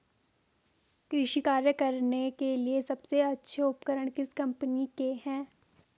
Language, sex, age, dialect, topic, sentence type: Hindi, female, 18-24, Garhwali, agriculture, question